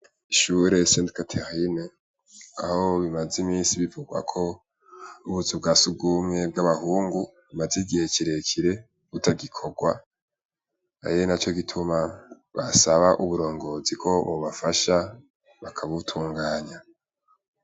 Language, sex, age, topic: Rundi, male, 18-24, education